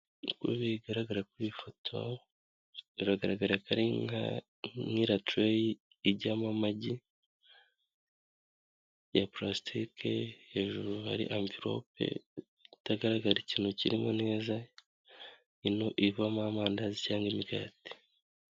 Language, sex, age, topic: Kinyarwanda, male, 25-35, finance